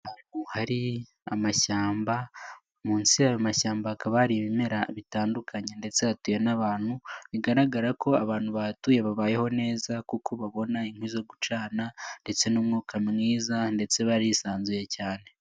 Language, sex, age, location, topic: Kinyarwanda, male, 18-24, Nyagatare, agriculture